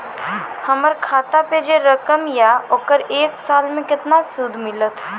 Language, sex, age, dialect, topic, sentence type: Maithili, female, 18-24, Angika, banking, question